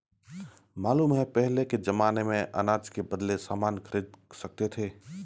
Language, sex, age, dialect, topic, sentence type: Hindi, male, 25-30, Marwari Dhudhari, banking, statement